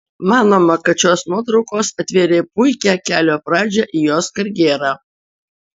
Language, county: Lithuanian, Utena